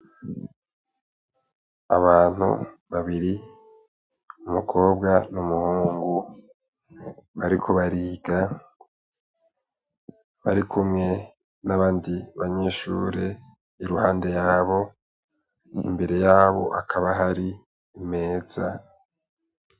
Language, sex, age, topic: Rundi, male, 18-24, education